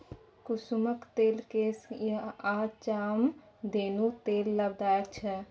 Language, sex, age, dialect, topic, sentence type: Maithili, female, 18-24, Bajjika, agriculture, statement